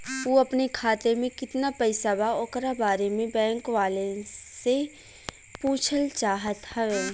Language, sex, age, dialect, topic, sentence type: Bhojpuri, female, 18-24, Western, banking, question